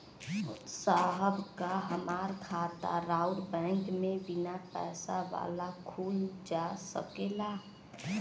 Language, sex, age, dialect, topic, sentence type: Bhojpuri, female, 31-35, Western, banking, question